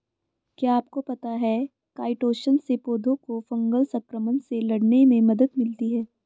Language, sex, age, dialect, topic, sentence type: Hindi, female, 18-24, Hindustani Malvi Khadi Boli, agriculture, statement